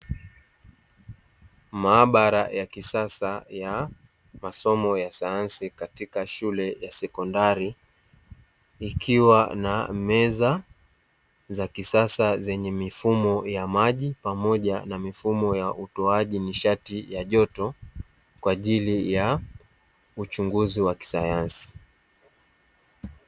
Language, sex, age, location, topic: Swahili, male, 18-24, Dar es Salaam, education